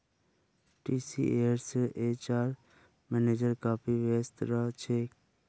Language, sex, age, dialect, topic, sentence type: Magahi, male, 25-30, Northeastern/Surjapuri, banking, statement